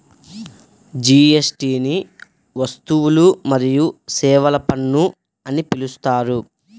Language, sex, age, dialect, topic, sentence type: Telugu, male, 41-45, Central/Coastal, banking, statement